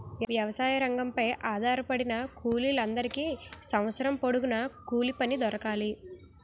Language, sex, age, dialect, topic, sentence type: Telugu, female, 18-24, Utterandhra, agriculture, statement